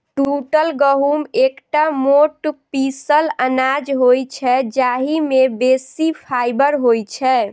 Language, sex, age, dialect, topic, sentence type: Maithili, female, 25-30, Eastern / Thethi, agriculture, statement